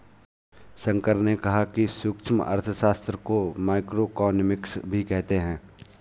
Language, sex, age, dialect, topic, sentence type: Hindi, male, 25-30, Awadhi Bundeli, banking, statement